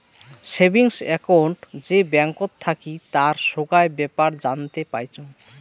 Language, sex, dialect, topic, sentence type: Bengali, male, Rajbangshi, banking, statement